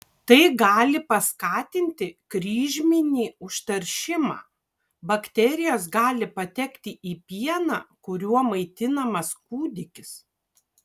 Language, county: Lithuanian, Kaunas